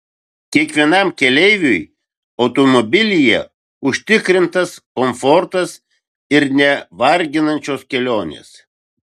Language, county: Lithuanian, Vilnius